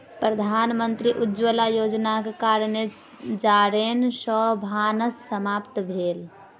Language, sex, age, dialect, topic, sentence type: Maithili, male, 25-30, Southern/Standard, agriculture, statement